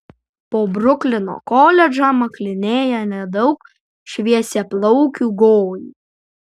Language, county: Lithuanian, Utena